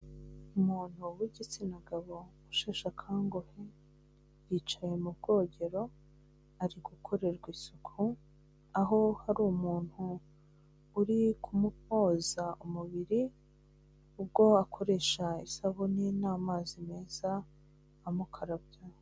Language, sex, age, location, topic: Kinyarwanda, female, 36-49, Kigali, health